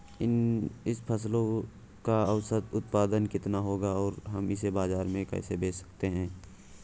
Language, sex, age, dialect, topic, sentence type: Hindi, male, 18-24, Awadhi Bundeli, agriculture, question